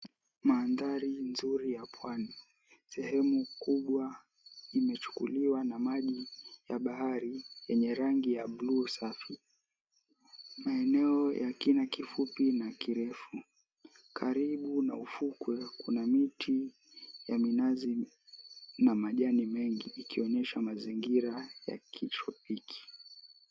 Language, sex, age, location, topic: Swahili, male, 18-24, Mombasa, government